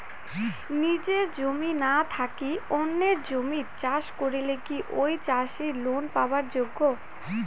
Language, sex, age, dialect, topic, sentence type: Bengali, female, 18-24, Rajbangshi, agriculture, question